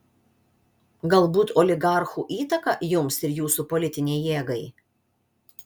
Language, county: Lithuanian, Šiauliai